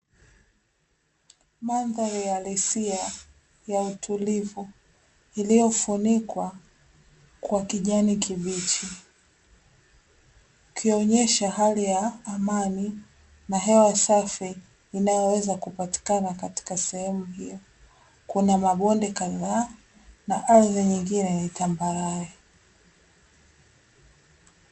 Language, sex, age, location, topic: Swahili, female, 18-24, Dar es Salaam, agriculture